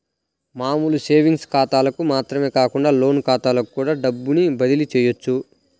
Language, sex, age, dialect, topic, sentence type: Telugu, male, 18-24, Central/Coastal, banking, statement